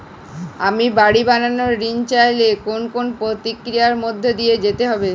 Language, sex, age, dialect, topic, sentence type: Bengali, male, 18-24, Jharkhandi, banking, question